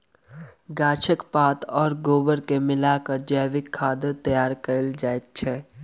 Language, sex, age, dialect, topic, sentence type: Maithili, male, 18-24, Southern/Standard, agriculture, statement